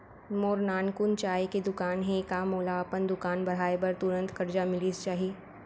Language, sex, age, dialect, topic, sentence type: Chhattisgarhi, female, 18-24, Central, banking, question